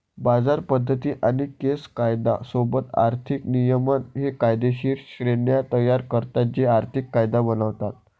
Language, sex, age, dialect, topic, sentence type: Marathi, male, 18-24, Varhadi, banking, statement